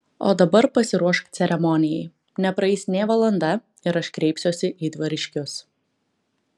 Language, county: Lithuanian, Klaipėda